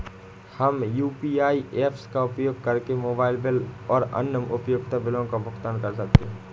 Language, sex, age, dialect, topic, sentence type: Hindi, male, 18-24, Awadhi Bundeli, banking, statement